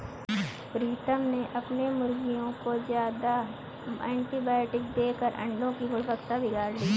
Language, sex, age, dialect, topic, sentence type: Hindi, female, 36-40, Kanauji Braj Bhasha, agriculture, statement